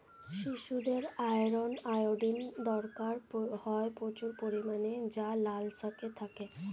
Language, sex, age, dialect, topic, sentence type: Bengali, female, 25-30, Standard Colloquial, agriculture, statement